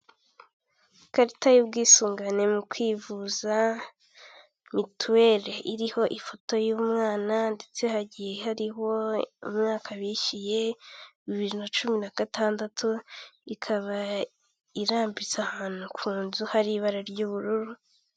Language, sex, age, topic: Kinyarwanda, female, 18-24, finance